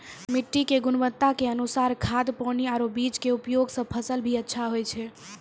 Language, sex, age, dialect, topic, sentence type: Maithili, female, 18-24, Angika, agriculture, statement